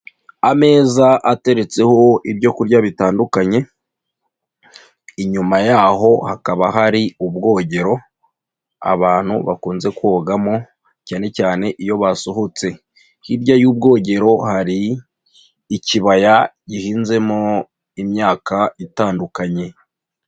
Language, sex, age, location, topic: Kinyarwanda, male, 25-35, Nyagatare, finance